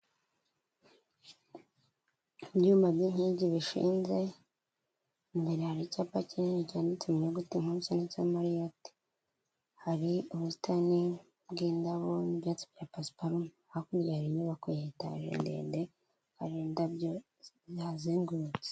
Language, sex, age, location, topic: Kinyarwanda, male, 36-49, Kigali, finance